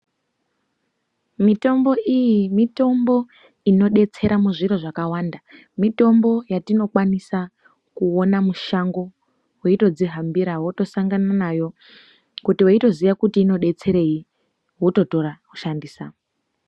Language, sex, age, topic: Ndau, female, 18-24, health